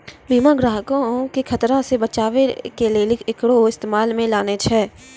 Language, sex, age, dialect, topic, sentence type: Maithili, female, 18-24, Angika, banking, statement